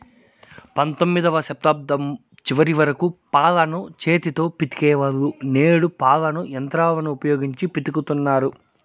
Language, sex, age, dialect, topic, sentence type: Telugu, male, 31-35, Southern, agriculture, statement